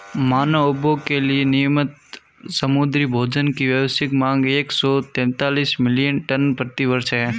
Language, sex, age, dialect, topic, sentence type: Hindi, male, 25-30, Marwari Dhudhari, agriculture, statement